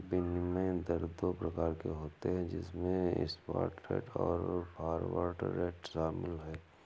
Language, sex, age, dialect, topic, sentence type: Hindi, male, 18-24, Awadhi Bundeli, banking, statement